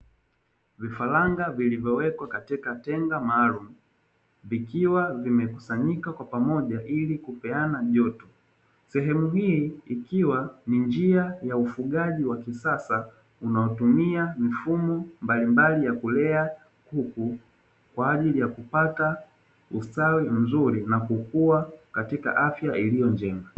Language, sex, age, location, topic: Swahili, male, 18-24, Dar es Salaam, agriculture